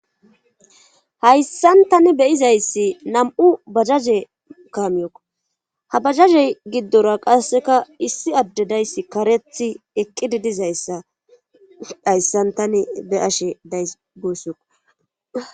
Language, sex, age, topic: Gamo, female, 18-24, government